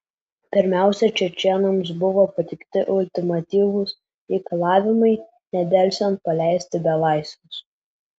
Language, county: Lithuanian, Alytus